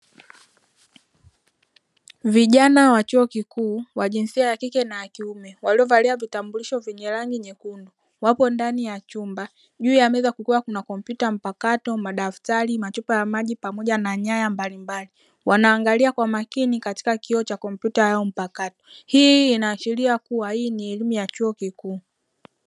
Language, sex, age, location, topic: Swahili, female, 25-35, Dar es Salaam, education